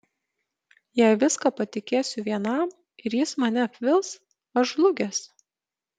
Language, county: Lithuanian, Kaunas